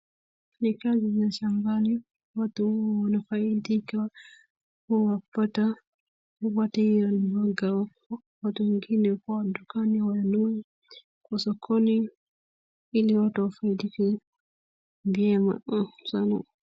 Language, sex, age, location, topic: Swahili, female, 25-35, Wajir, agriculture